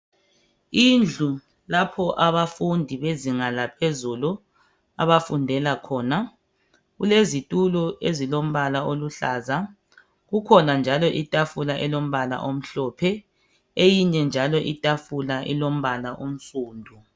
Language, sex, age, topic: North Ndebele, male, 36-49, education